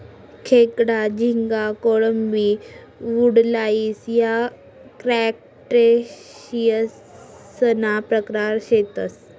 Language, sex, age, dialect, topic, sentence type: Marathi, female, 18-24, Northern Konkan, agriculture, statement